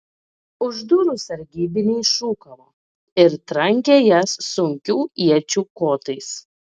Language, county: Lithuanian, Klaipėda